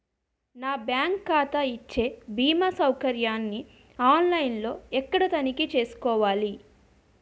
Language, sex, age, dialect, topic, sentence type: Telugu, female, 25-30, Utterandhra, banking, question